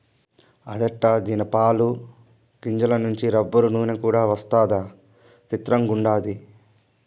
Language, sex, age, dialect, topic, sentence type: Telugu, male, 25-30, Southern, agriculture, statement